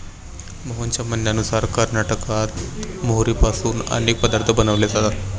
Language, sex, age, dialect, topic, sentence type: Marathi, male, 18-24, Standard Marathi, agriculture, statement